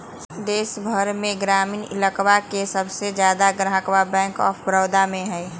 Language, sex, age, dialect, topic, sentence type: Magahi, female, 18-24, Western, banking, statement